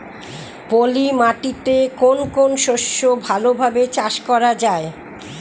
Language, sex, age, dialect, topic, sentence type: Bengali, female, 60-100, Rajbangshi, agriculture, question